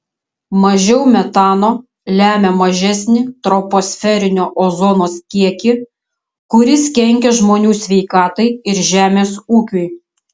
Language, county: Lithuanian, Kaunas